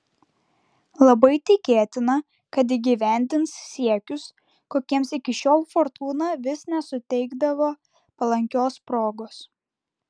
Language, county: Lithuanian, Klaipėda